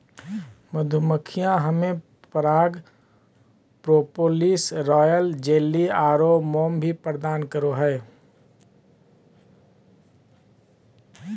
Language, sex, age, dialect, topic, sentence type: Magahi, male, 31-35, Southern, agriculture, statement